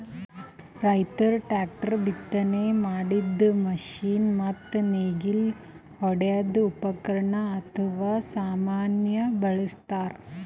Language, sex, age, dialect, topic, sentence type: Kannada, female, 18-24, Northeastern, agriculture, statement